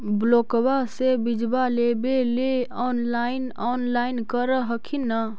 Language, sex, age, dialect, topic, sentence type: Magahi, female, 36-40, Central/Standard, agriculture, question